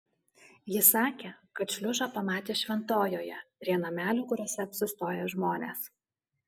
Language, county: Lithuanian, Alytus